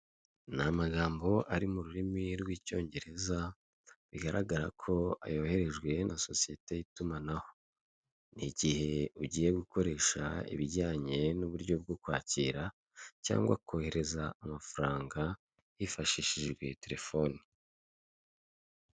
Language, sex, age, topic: Kinyarwanda, male, 25-35, finance